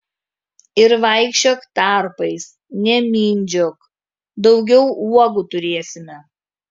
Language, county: Lithuanian, Kaunas